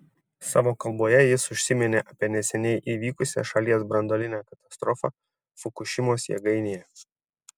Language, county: Lithuanian, Šiauliai